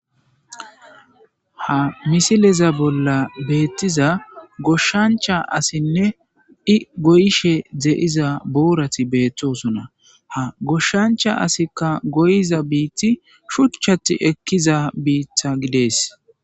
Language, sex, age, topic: Gamo, male, 18-24, agriculture